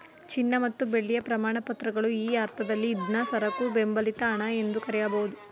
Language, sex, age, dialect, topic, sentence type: Kannada, female, 18-24, Mysore Kannada, banking, statement